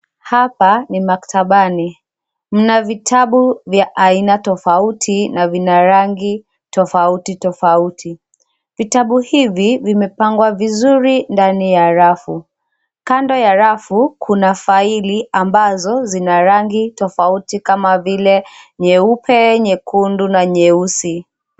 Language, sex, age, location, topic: Swahili, female, 25-35, Nairobi, education